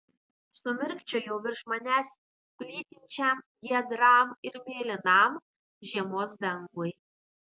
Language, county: Lithuanian, Vilnius